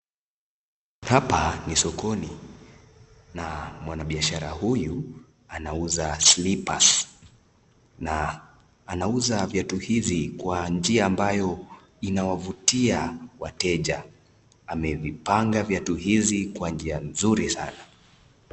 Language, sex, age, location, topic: Swahili, male, 18-24, Nakuru, finance